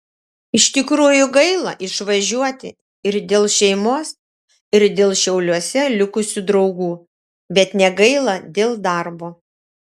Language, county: Lithuanian, Šiauliai